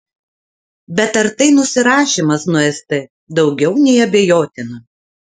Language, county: Lithuanian, Utena